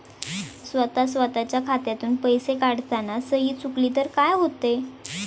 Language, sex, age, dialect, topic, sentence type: Marathi, female, 18-24, Standard Marathi, banking, question